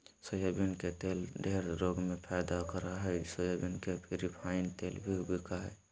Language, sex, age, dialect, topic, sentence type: Magahi, male, 18-24, Southern, agriculture, statement